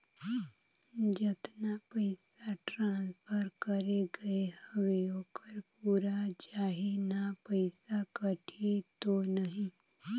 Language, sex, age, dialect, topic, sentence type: Chhattisgarhi, female, 25-30, Northern/Bhandar, banking, question